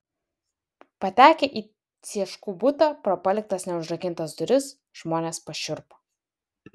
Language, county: Lithuanian, Vilnius